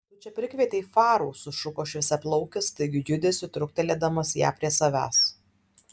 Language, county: Lithuanian, Alytus